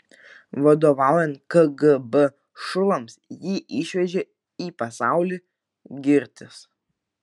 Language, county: Lithuanian, Vilnius